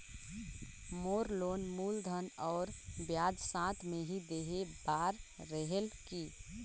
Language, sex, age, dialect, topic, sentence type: Chhattisgarhi, female, 31-35, Northern/Bhandar, banking, question